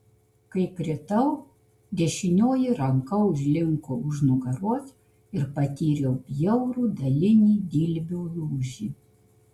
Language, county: Lithuanian, Kaunas